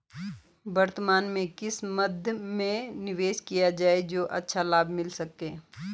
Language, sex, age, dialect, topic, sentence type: Hindi, female, 41-45, Garhwali, banking, question